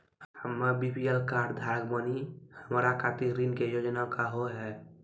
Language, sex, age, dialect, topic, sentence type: Maithili, male, 18-24, Angika, banking, question